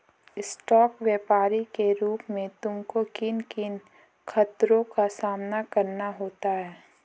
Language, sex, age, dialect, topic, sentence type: Hindi, female, 18-24, Marwari Dhudhari, banking, statement